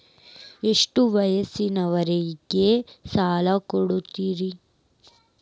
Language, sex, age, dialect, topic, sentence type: Kannada, female, 18-24, Dharwad Kannada, banking, question